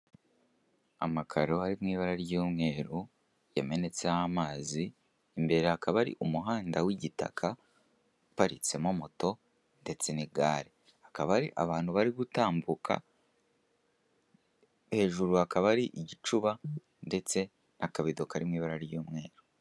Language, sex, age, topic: Kinyarwanda, male, 18-24, finance